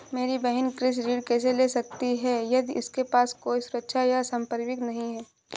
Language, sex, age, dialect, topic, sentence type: Hindi, female, 18-24, Awadhi Bundeli, agriculture, statement